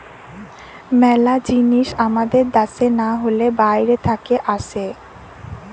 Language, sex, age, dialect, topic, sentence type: Bengali, female, 18-24, Western, banking, statement